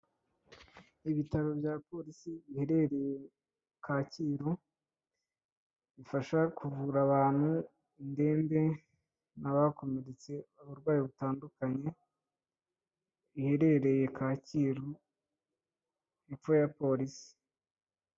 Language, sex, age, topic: Kinyarwanda, male, 25-35, government